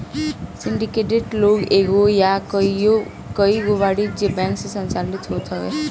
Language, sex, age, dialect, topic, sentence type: Bhojpuri, female, 18-24, Northern, banking, statement